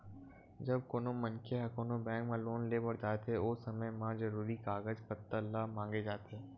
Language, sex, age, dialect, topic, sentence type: Chhattisgarhi, male, 18-24, Western/Budati/Khatahi, banking, statement